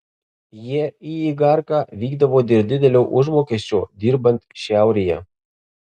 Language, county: Lithuanian, Marijampolė